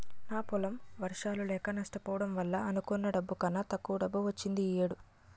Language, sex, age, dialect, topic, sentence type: Telugu, female, 46-50, Utterandhra, banking, statement